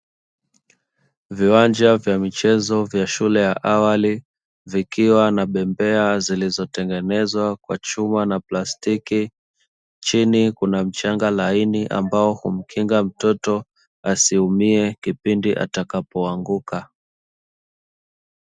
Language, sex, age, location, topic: Swahili, male, 25-35, Dar es Salaam, education